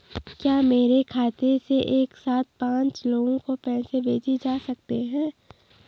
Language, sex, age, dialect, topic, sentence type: Hindi, female, 18-24, Garhwali, banking, question